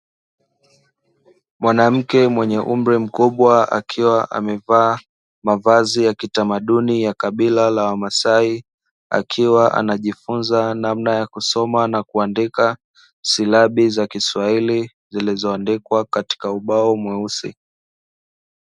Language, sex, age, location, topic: Swahili, male, 25-35, Dar es Salaam, education